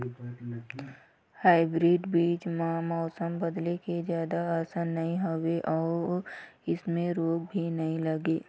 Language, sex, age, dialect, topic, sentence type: Chhattisgarhi, female, 25-30, Eastern, agriculture, statement